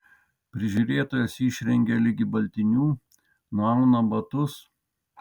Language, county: Lithuanian, Vilnius